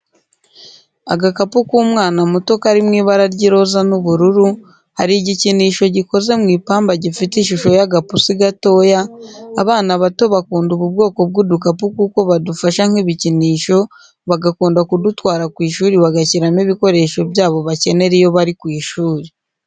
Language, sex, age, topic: Kinyarwanda, female, 25-35, education